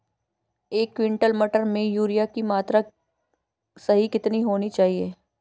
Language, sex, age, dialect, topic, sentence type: Hindi, female, 31-35, Marwari Dhudhari, agriculture, question